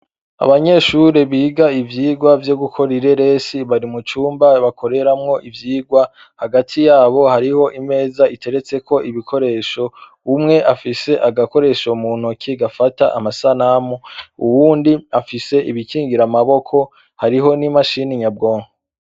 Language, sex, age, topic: Rundi, male, 25-35, education